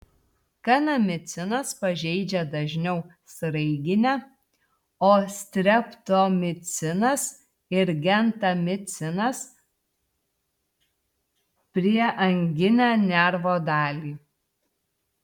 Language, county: Lithuanian, Telšiai